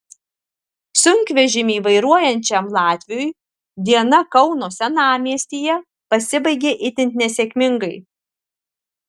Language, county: Lithuanian, Alytus